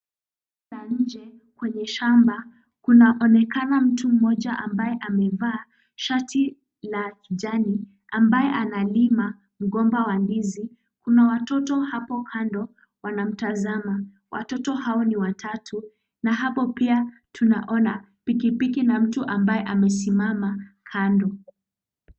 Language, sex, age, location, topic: Swahili, female, 18-24, Kisumu, agriculture